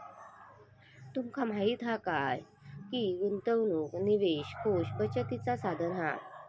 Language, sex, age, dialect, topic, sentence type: Marathi, female, 25-30, Southern Konkan, banking, statement